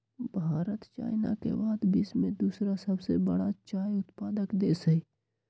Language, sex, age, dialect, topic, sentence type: Magahi, male, 51-55, Western, agriculture, statement